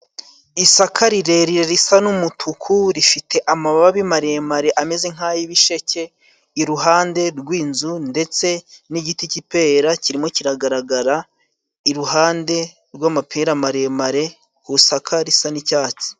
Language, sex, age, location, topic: Kinyarwanda, male, 18-24, Musanze, agriculture